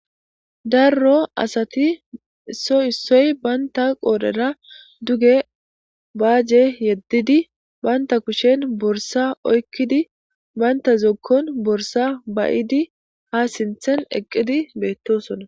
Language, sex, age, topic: Gamo, female, 18-24, government